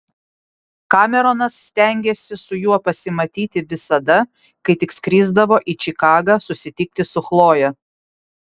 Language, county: Lithuanian, Vilnius